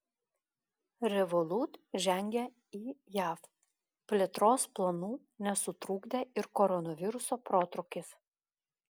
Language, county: Lithuanian, Klaipėda